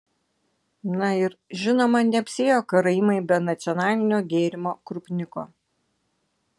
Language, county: Lithuanian, Vilnius